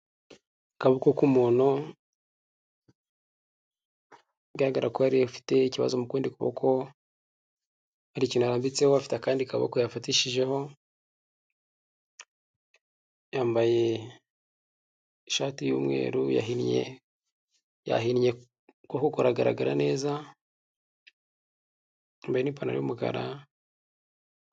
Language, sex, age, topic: Kinyarwanda, male, 18-24, health